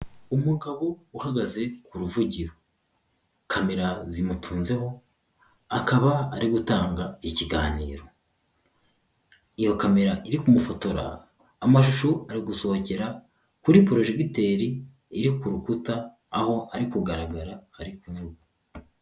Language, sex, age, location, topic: Kinyarwanda, male, 18-24, Huye, health